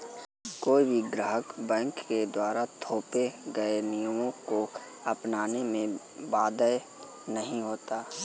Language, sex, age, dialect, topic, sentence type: Hindi, male, 18-24, Marwari Dhudhari, banking, statement